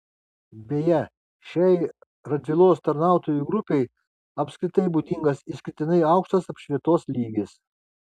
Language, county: Lithuanian, Kaunas